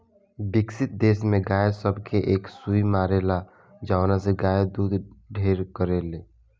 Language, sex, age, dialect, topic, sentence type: Bhojpuri, male, <18, Southern / Standard, agriculture, statement